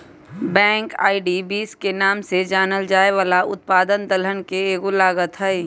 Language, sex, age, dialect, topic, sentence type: Magahi, female, 31-35, Western, agriculture, statement